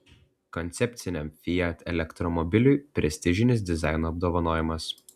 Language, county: Lithuanian, Klaipėda